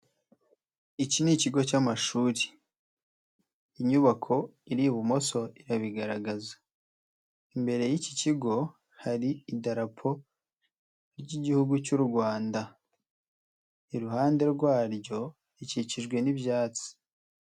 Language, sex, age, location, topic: Kinyarwanda, male, 25-35, Nyagatare, education